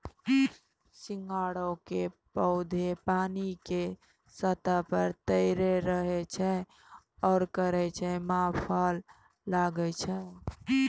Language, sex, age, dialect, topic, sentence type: Maithili, female, 18-24, Angika, agriculture, statement